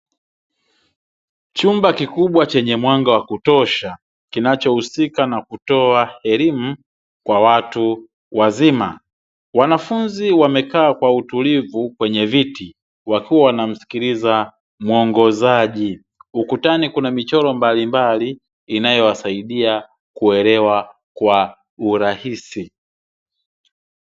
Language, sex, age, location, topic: Swahili, male, 36-49, Dar es Salaam, education